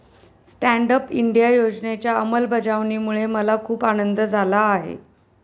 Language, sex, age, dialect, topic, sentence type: Marathi, female, 36-40, Standard Marathi, banking, statement